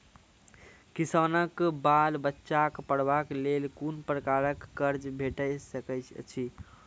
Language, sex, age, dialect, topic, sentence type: Maithili, male, 46-50, Angika, banking, question